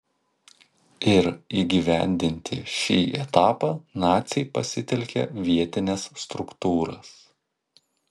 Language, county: Lithuanian, Kaunas